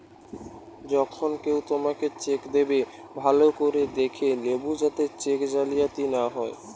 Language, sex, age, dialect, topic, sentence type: Bengali, male, <18, Western, banking, statement